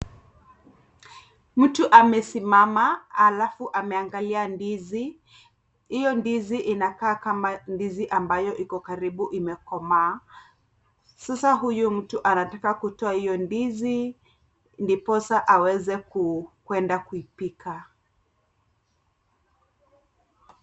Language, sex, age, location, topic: Swahili, female, 25-35, Kisii, agriculture